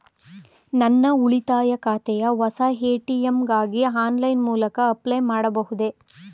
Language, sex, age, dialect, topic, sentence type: Kannada, female, 25-30, Mysore Kannada, banking, question